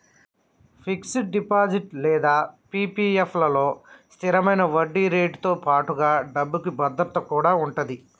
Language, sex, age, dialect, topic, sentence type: Telugu, male, 31-35, Telangana, banking, statement